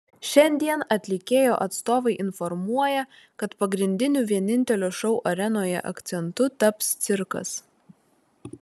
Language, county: Lithuanian, Vilnius